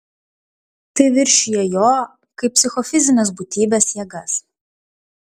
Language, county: Lithuanian, Klaipėda